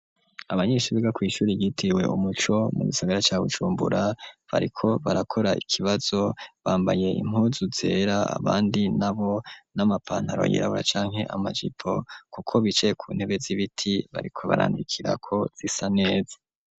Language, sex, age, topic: Rundi, female, 18-24, education